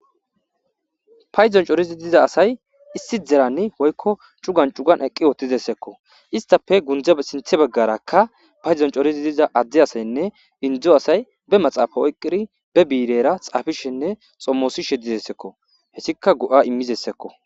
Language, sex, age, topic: Gamo, male, 25-35, government